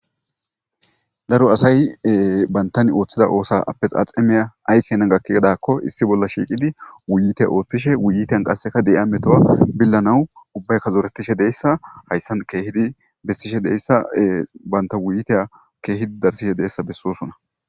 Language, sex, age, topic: Gamo, male, 25-35, government